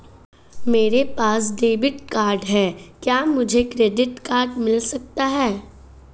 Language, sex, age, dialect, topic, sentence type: Hindi, female, 31-35, Marwari Dhudhari, banking, question